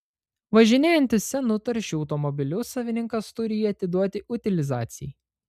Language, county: Lithuanian, Panevėžys